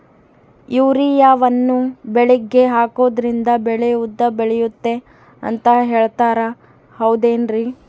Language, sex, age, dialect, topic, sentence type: Kannada, female, 18-24, Central, agriculture, question